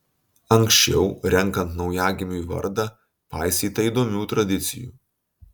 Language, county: Lithuanian, Utena